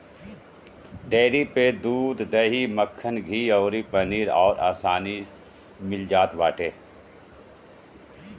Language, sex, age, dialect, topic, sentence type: Bhojpuri, male, 41-45, Northern, agriculture, statement